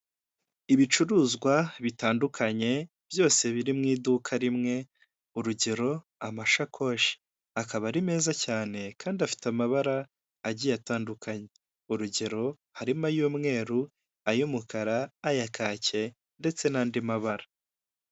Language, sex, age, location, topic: Kinyarwanda, male, 18-24, Kigali, finance